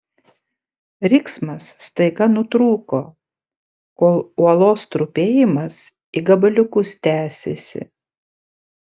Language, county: Lithuanian, Panevėžys